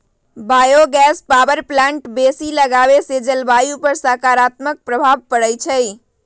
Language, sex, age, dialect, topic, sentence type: Magahi, female, 25-30, Western, agriculture, statement